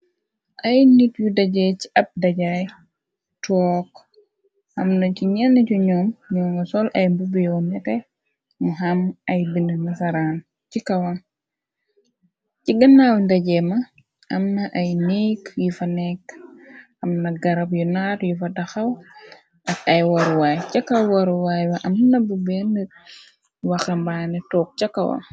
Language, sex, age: Wolof, female, 25-35